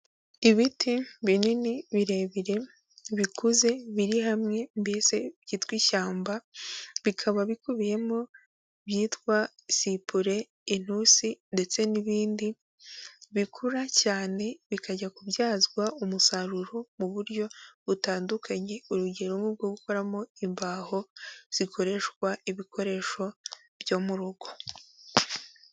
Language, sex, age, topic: Kinyarwanda, female, 18-24, agriculture